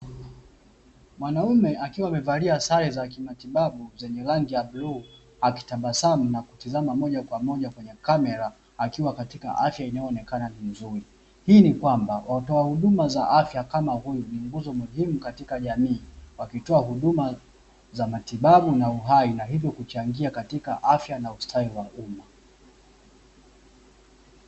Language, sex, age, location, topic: Swahili, male, 25-35, Dar es Salaam, health